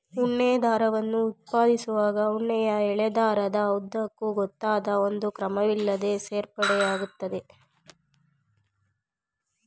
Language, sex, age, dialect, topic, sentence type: Kannada, female, 25-30, Mysore Kannada, agriculture, statement